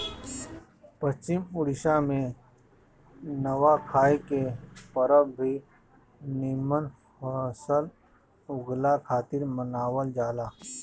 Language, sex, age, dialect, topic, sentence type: Bhojpuri, male, 31-35, Northern, agriculture, statement